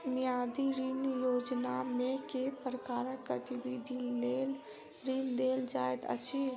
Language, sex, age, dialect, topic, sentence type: Maithili, female, 18-24, Southern/Standard, banking, question